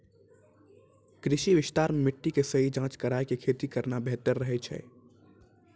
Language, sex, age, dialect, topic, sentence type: Maithili, male, 18-24, Angika, agriculture, statement